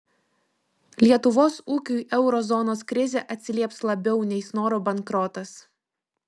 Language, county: Lithuanian, Vilnius